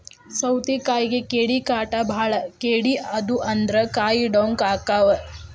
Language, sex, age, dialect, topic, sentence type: Kannada, female, 25-30, Dharwad Kannada, agriculture, statement